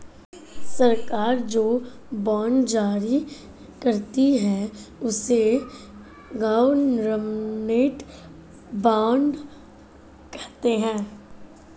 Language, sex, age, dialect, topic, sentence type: Hindi, female, 31-35, Marwari Dhudhari, banking, statement